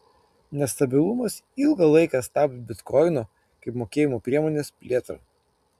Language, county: Lithuanian, Kaunas